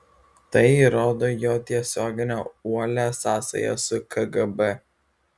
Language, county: Lithuanian, Vilnius